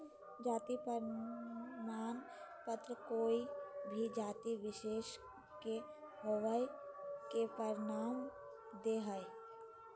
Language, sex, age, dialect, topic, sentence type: Magahi, female, 25-30, Southern, banking, statement